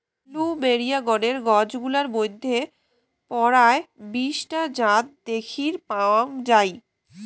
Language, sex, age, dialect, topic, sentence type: Bengali, female, 18-24, Rajbangshi, agriculture, statement